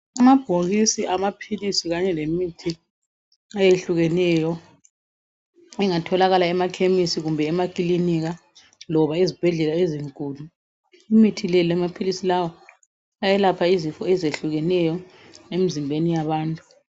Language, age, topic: North Ndebele, 36-49, health